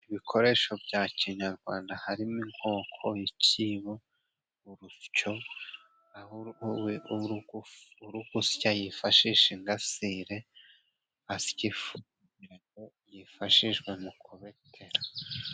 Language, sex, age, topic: Kinyarwanda, male, 25-35, government